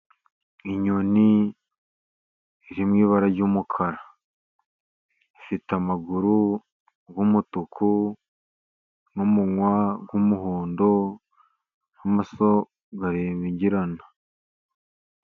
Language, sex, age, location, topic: Kinyarwanda, male, 50+, Musanze, agriculture